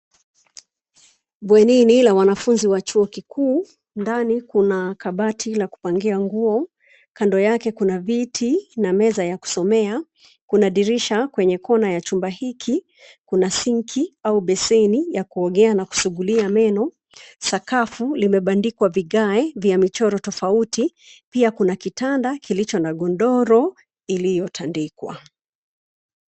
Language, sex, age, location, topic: Swahili, female, 36-49, Nairobi, education